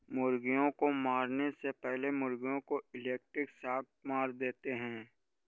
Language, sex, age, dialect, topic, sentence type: Hindi, male, 31-35, Awadhi Bundeli, agriculture, statement